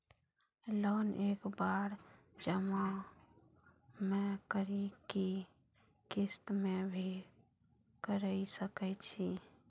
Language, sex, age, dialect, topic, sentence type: Maithili, female, 18-24, Angika, banking, question